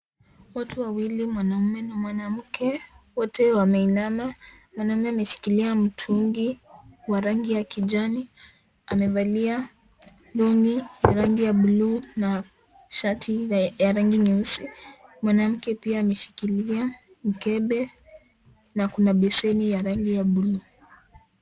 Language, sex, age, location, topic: Swahili, female, 18-24, Kisii, agriculture